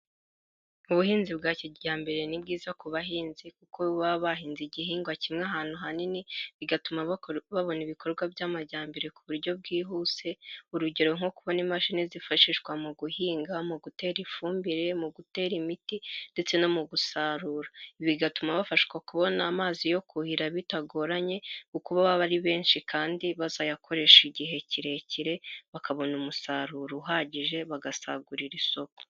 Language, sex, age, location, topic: Kinyarwanda, female, 25-35, Kigali, health